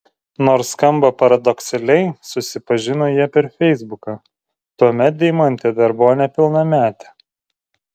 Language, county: Lithuanian, Vilnius